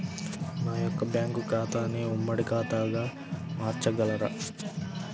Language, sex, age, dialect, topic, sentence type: Telugu, male, 18-24, Central/Coastal, banking, question